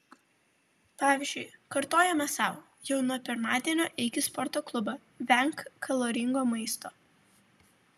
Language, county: Lithuanian, Vilnius